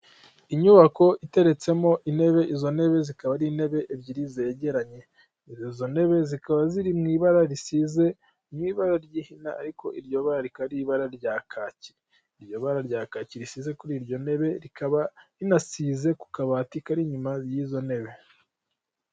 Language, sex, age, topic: Kinyarwanda, male, 18-24, finance